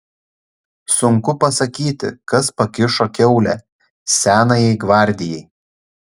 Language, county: Lithuanian, Šiauliai